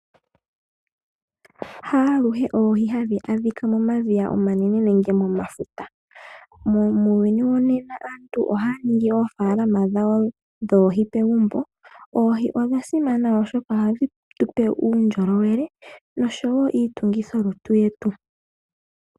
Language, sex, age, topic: Oshiwambo, female, 18-24, agriculture